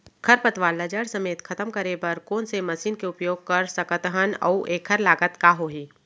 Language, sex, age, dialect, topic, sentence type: Chhattisgarhi, female, 25-30, Central, agriculture, question